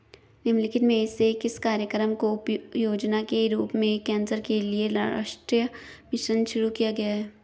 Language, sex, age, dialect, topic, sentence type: Hindi, male, 18-24, Hindustani Malvi Khadi Boli, banking, question